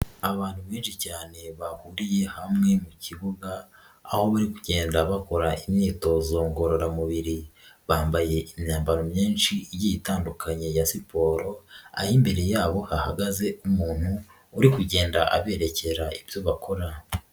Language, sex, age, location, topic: Kinyarwanda, female, 36-49, Nyagatare, government